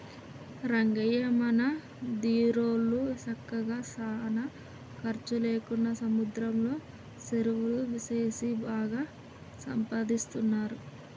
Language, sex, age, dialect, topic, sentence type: Telugu, male, 31-35, Telangana, agriculture, statement